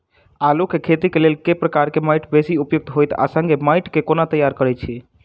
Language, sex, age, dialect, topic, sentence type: Maithili, male, 18-24, Southern/Standard, agriculture, question